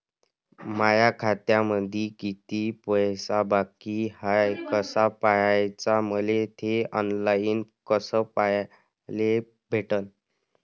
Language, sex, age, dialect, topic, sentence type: Marathi, male, 18-24, Varhadi, banking, question